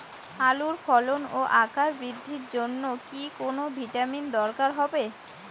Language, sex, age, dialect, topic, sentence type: Bengali, female, 18-24, Rajbangshi, agriculture, question